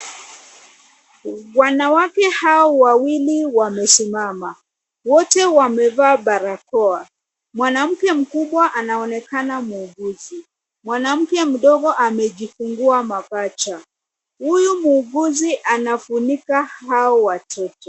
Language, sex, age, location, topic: Swahili, female, 25-35, Nairobi, health